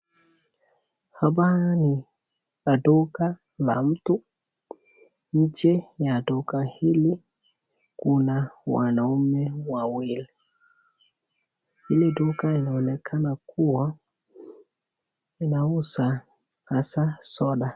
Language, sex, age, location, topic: Swahili, male, 18-24, Nakuru, finance